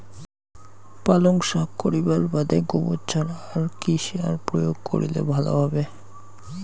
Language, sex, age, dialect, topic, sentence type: Bengali, male, 25-30, Rajbangshi, agriculture, question